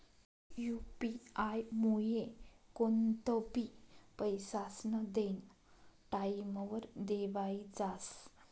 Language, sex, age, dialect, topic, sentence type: Marathi, female, 25-30, Northern Konkan, banking, statement